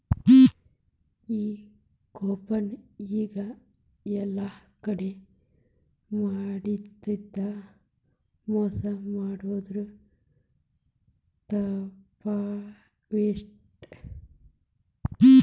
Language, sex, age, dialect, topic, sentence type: Kannada, female, 25-30, Dharwad Kannada, banking, statement